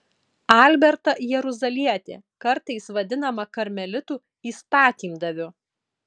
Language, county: Lithuanian, Kaunas